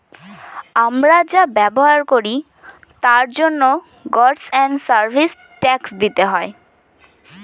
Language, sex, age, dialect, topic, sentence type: Bengali, male, 31-35, Northern/Varendri, banking, statement